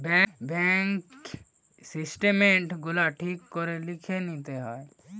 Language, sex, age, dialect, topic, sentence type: Bengali, male, <18, Western, banking, statement